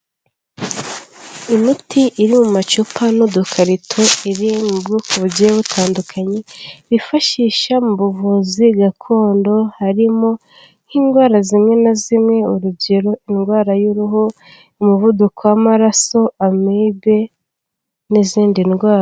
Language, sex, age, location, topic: Kinyarwanda, female, 18-24, Kigali, health